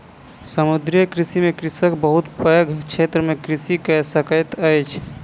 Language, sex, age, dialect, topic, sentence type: Maithili, male, 25-30, Southern/Standard, agriculture, statement